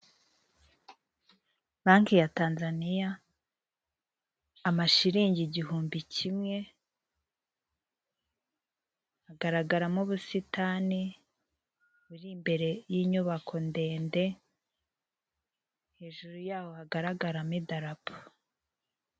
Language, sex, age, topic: Kinyarwanda, female, 18-24, finance